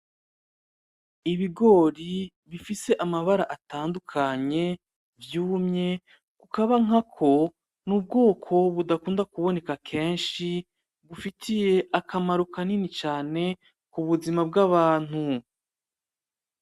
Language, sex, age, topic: Rundi, male, 36-49, agriculture